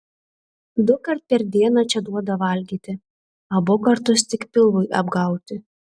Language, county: Lithuanian, Alytus